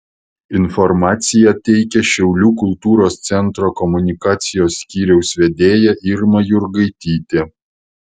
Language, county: Lithuanian, Vilnius